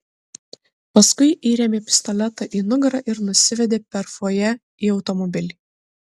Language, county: Lithuanian, Kaunas